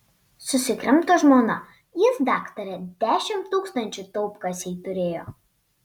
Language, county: Lithuanian, Panevėžys